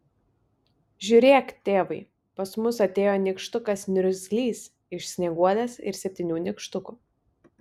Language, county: Lithuanian, Vilnius